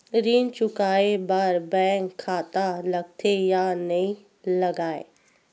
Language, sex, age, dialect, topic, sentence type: Chhattisgarhi, female, 51-55, Western/Budati/Khatahi, banking, question